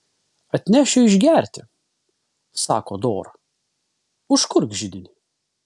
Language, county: Lithuanian, Vilnius